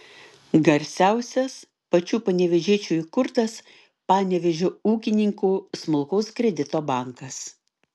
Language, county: Lithuanian, Klaipėda